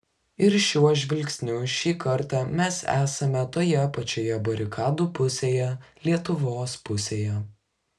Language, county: Lithuanian, Kaunas